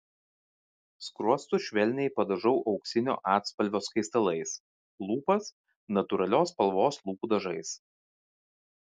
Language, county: Lithuanian, Vilnius